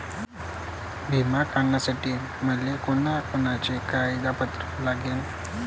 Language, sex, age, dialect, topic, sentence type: Marathi, male, 18-24, Varhadi, banking, question